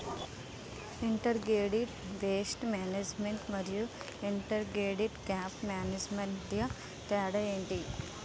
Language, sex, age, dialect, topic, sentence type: Telugu, female, 18-24, Utterandhra, agriculture, question